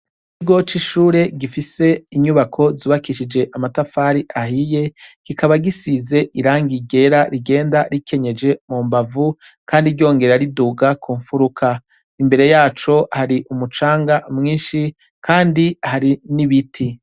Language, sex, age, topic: Rundi, male, 36-49, education